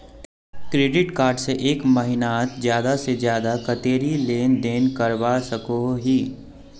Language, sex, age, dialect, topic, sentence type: Magahi, male, 18-24, Northeastern/Surjapuri, banking, question